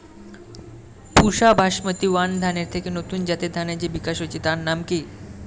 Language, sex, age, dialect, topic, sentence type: Bengali, male, 18-24, Standard Colloquial, agriculture, question